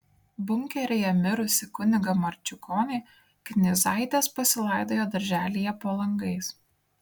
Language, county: Lithuanian, Kaunas